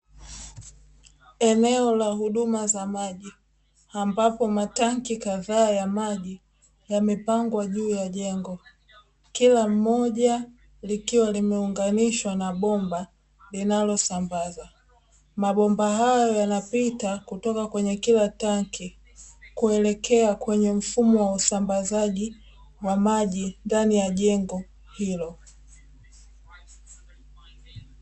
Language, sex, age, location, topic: Swahili, female, 18-24, Dar es Salaam, government